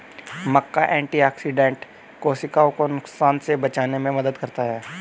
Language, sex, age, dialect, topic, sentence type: Hindi, male, 18-24, Hindustani Malvi Khadi Boli, agriculture, statement